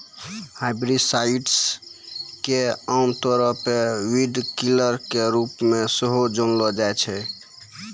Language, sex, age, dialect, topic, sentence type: Maithili, male, 18-24, Angika, agriculture, statement